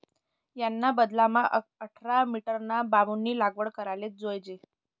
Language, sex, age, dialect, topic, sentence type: Marathi, female, 18-24, Northern Konkan, agriculture, statement